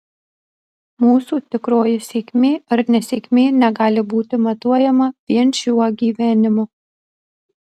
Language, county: Lithuanian, Marijampolė